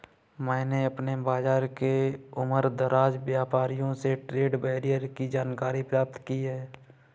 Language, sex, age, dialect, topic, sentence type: Hindi, male, 18-24, Kanauji Braj Bhasha, banking, statement